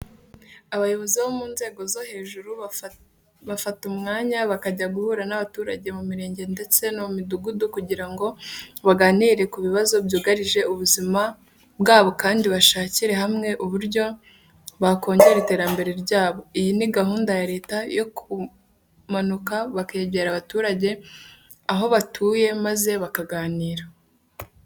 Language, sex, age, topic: Kinyarwanda, female, 18-24, education